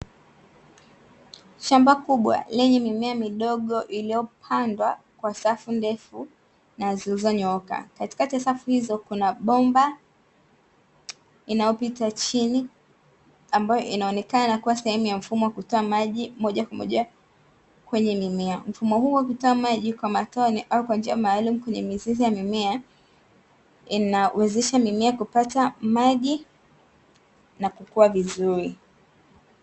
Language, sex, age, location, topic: Swahili, female, 18-24, Dar es Salaam, agriculture